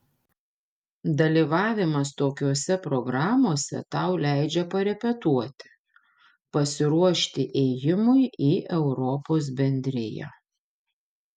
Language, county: Lithuanian, Panevėžys